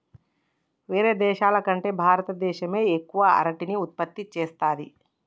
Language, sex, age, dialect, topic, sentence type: Telugu, female, 18-24, Telangana, agriculture, statement